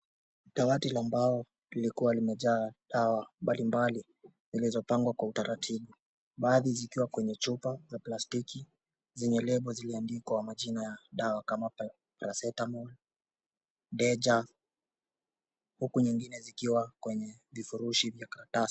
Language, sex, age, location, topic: Swahili, male, 25-35, Wajir, health